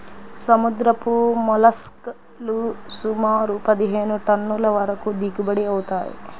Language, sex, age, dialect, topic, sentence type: Telugu, female, 25-30, Central/Coastal, agriculture, statement